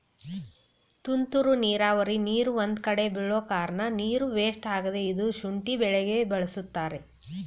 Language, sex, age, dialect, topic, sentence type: Kannada, female, 36-40, Mysore Kannada, agriculture, statement